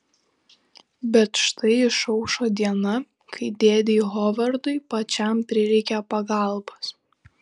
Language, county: Lithuanian, Šiauliai